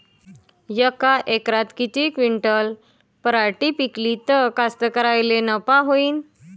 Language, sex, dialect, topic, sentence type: Marathi, female, Varhadi, agriculture, question